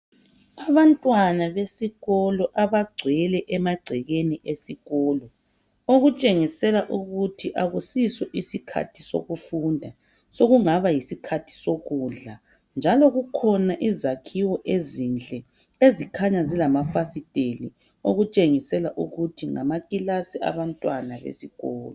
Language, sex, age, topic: North Ndebele, female, 25-35, education